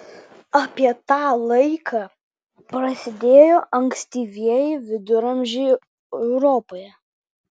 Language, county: Lithuanian, Vilnius